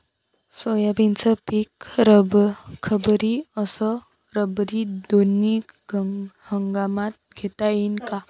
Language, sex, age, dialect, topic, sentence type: Marathi, female, 18-24, Varhadi, agriculture, question